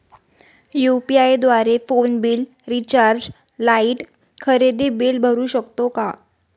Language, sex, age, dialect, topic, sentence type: Marathi, female, 18-24, Standard Marathi, banking, question